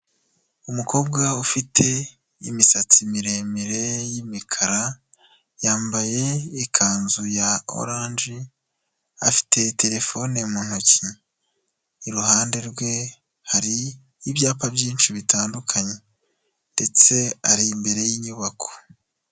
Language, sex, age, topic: Kinyarwanda, male, 18-24, finance